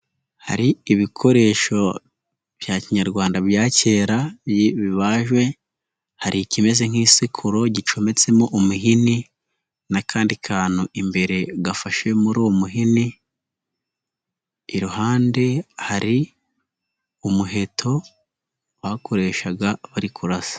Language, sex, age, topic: Kinyarwanda, female, 25-35, government